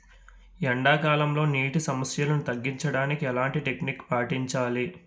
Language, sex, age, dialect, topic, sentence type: Telugu, male, 18-24, Utterandhra, agriculture, question